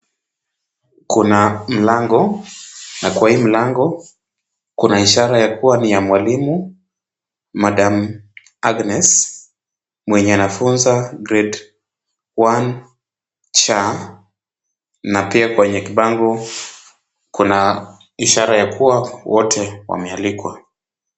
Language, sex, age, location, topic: Swahili, male, 25-35, Kisumu, education